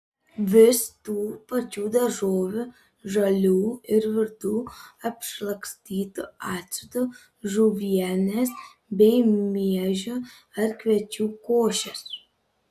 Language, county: Lithuanian, Panevėžys